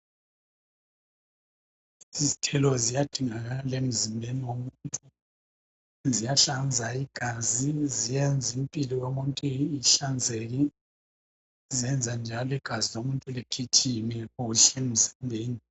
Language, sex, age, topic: North Ndebele, male, 50+, health